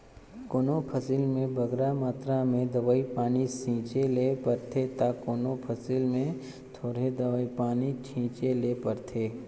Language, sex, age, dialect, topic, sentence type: Chhattisgarhi, male, 25-30, Northern/Bhandar, agriculture, statement